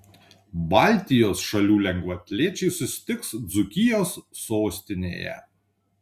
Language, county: Lithuanian, Panevėžys